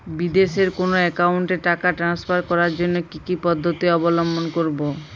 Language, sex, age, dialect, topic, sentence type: Bengali, female, 36-40, Jharkhandi, banking, question